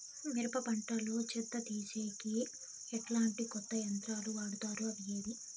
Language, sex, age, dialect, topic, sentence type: Telugu, female, 18-24, Southern, agriculture, question